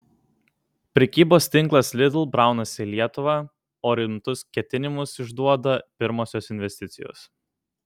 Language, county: Lithuanian, Kaunas